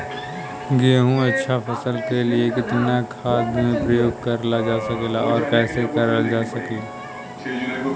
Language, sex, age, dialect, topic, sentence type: Bhojpuri, male, 18-24, Western, agriculture, question